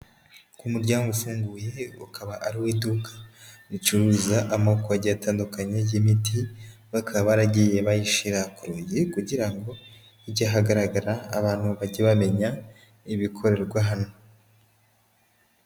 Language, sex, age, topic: Kinyarwanda, female, 18-24, agriculture